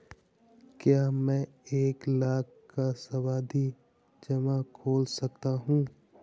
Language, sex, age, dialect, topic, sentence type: Hindi, male, 18-24, Awadhi Bundeli, banking, question